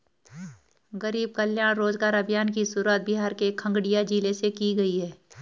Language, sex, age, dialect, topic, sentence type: Hindi, female, 36-40, Garhwali, banking, statement